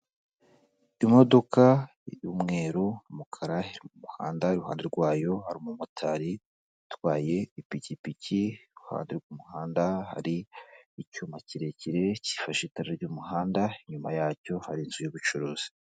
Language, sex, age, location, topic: Kinyarwanda, male, 18-24, Kigali, government